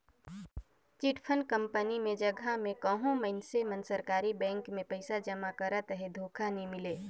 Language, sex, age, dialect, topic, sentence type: Chhattisgarhi, female, 25-30, Northern/Bhandar, banking, statement